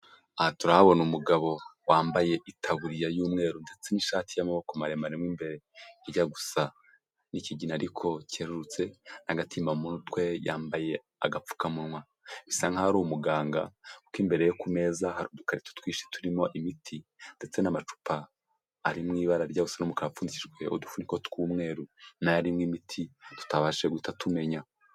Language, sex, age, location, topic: Kinyarwanda, male, 18-24, Huye, health